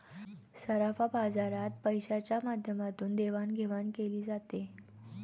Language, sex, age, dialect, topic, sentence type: Marathi, female, 18-24, Standard Marathi, banking, statement